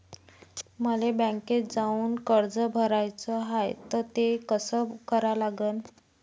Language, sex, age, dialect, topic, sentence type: Marathi, female, 25-30, Varhadi, banking, question